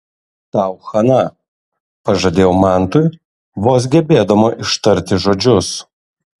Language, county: Lithuanian, Kaunas